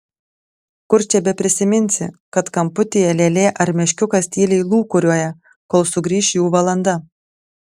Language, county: Lithuanian, Telšiai